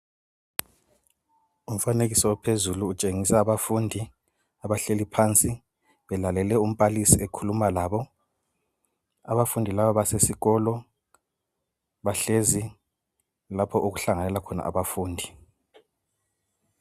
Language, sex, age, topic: North Ndebele, male, 25-35, education